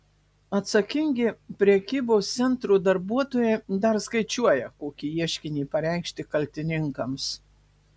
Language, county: Lithuanian, Marijampolė